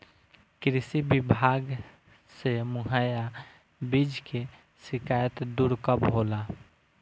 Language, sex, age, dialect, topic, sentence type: Bhojpuri, male, 25-30, Southern / Standard, agriculture, question